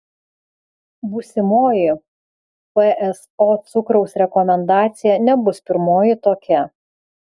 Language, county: Lithuanian, Vilnius